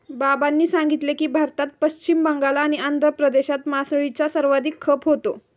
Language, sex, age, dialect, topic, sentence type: Marathi, female, 18-24, Standard Marathi, agriculture, statement